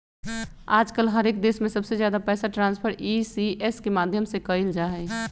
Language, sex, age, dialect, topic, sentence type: Magahi, male, 25-30, Western, banking, statement